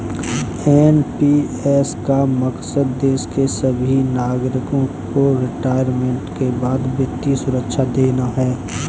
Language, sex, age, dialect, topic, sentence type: Hindi, male, 25-30, Kanauji Braj Bhasha, banking, statement